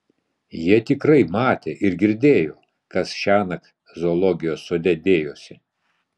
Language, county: Lithuanian, Vilnius